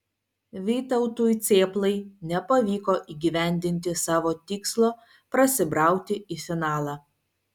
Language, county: Lithuanian, Vilnius